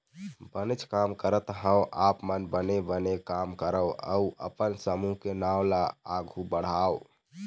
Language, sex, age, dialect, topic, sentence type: Chhattisgarhi, male, 18-24, Eastern, banking, statement